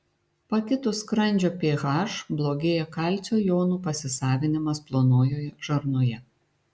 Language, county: Lithuanian, Šiauliai